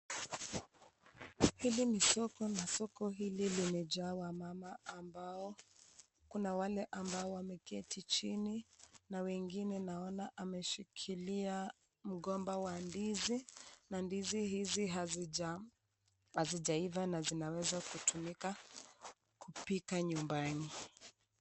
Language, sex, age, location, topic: Swahili, female, 25-35, Nakuru, agriculture